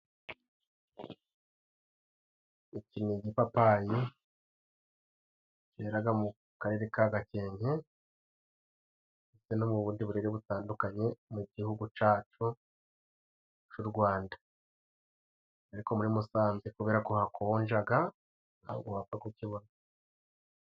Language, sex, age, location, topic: Kinyarwanda, male, 25-35, Musanze, agriculture